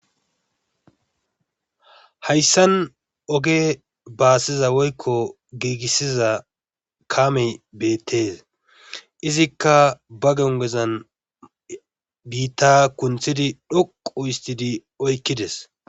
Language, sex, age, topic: Gamo, male, 25-35, government